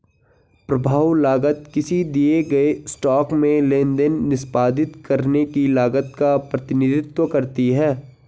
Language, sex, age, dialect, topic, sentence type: Hindi, male, 18-24, Garhwali, banking, statement